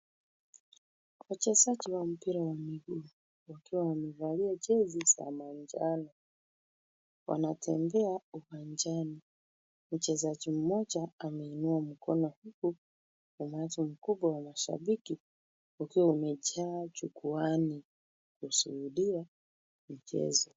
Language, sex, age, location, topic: Swahili, female, 25-35, Kisumu, government